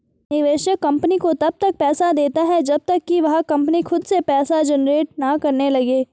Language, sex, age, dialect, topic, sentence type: Hindi, female, 51-55, Garhwali, banking, statement